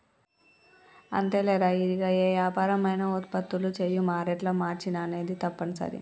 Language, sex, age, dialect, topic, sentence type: Telugu, female, 25-30, Telangana, banking, statement